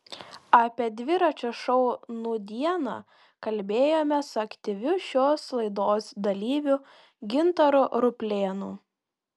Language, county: Lithuanian, Panevėžys